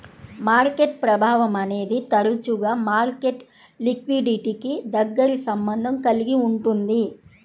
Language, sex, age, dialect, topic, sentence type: Telugu, female, 31-35, Central/Coastal, banking, statement